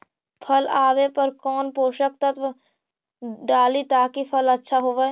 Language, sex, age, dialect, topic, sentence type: Magahi, female, 18-24, Central/Standard, agriculture, question